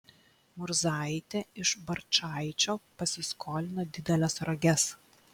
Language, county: Lithuanian, Klaipėda